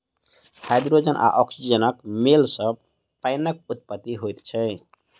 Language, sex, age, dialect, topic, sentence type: Maithili, male, 25-30, Southern/Standard, agriculture, statement